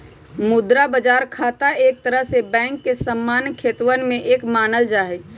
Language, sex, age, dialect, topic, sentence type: Magahi, female, 25-30, Western, banking, statement